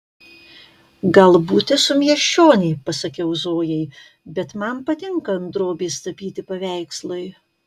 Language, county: Lithuanian, Kaunas